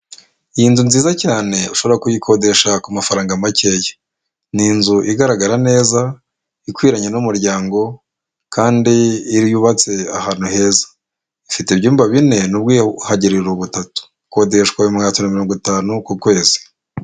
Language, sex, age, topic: Kinyarwanda, male, 25-35, finance